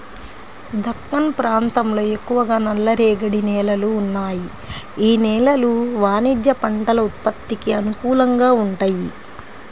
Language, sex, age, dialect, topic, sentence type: Telugu, female, 25-30, Central/Coastal, agriculture, statement